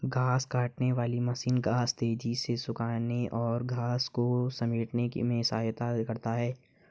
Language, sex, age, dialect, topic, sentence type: Hindi, male, 18-24, Marwari Dhudhari, agriculture, statement